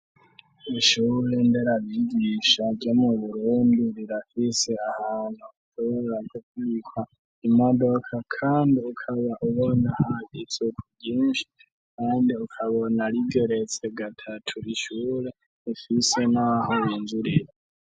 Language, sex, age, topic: Rundi, male, 36-49, education